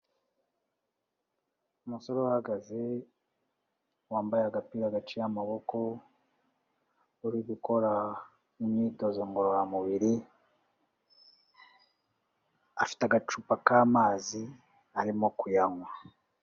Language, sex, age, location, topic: Kinyarwanda, male, 36-49, Kigali, health